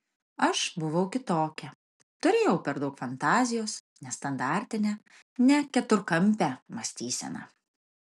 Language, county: Lithuanian, Marijampolė